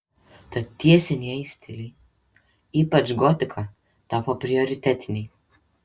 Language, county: Lithuanian, Vilnius